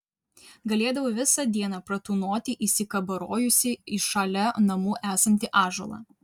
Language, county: Lithuanian, Vilnius